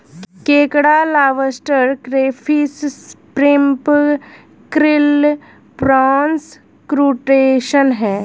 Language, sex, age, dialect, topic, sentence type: Hindi, male, 36-40, Hindustani Malvi Khadi Boli, agriculture, statement